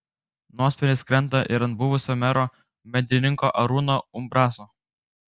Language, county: Lithuanian, Kaunas